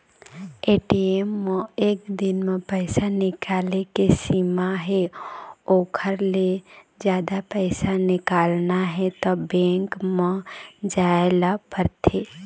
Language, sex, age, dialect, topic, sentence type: Chhattisgarhi, female, 18-24, Eastern, banking, statement